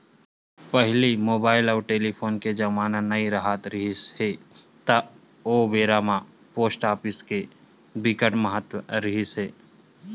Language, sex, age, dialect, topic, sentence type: Chhattisgarhi, male, 18-24, Western/Budati/Khatahi, banking, statement